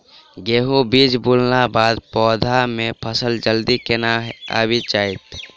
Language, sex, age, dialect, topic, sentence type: Maithili, male, 18-24, Southern/Standard, agriculture, question